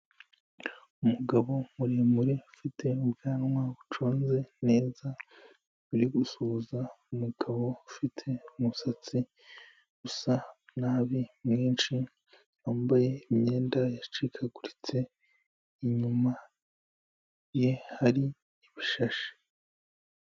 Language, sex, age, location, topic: Kinyarwanda, male, 18-24, Kigali, health